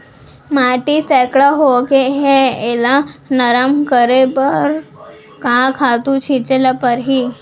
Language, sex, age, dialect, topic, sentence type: Chhattisgarhi, female, 18-24, Central, agriculture, question